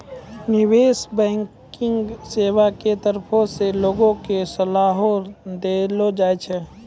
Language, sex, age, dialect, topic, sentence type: Maithili, male, 18-24, Angika, banking, statement